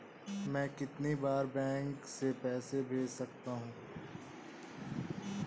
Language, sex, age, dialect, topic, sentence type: Hindi, male, 18-24, Awadhi Bundeli, banking, question